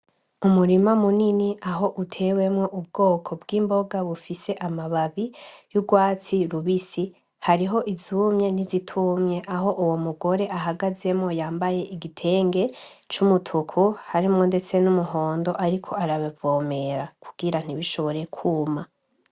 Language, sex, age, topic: Rundi, male, 18-24, agriculture